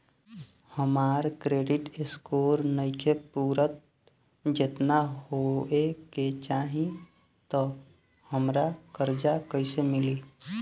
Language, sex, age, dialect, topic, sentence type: Bhojpuri, male, 18-24, Southern / Standard, banking, question